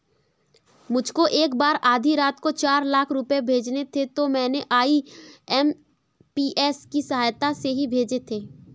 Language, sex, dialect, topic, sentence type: Hindi, female, Kanauji Braj Bhasha, banking, statement